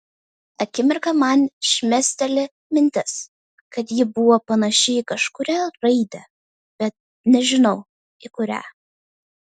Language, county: Lithuanian, Vilnius